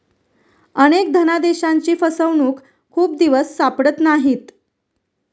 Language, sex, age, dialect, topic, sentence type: Marathi, female, 31-35, Standard Marathi, banking, statement